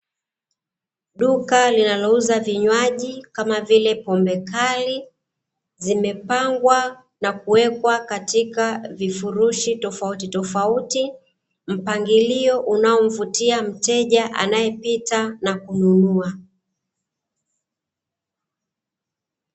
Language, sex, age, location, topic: Swahili, female, 25-35, Dar es Salaam, finance